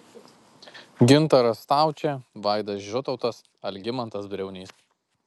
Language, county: Lithuanian, Kaunas